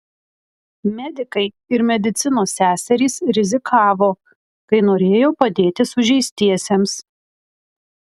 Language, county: Lithuanian, Alytus